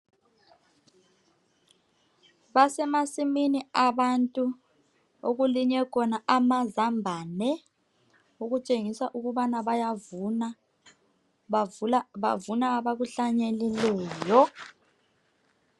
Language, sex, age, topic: North Ndebele, male, 25-35, health